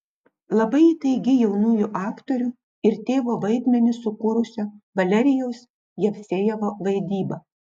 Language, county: Lithuanian, Klaipėda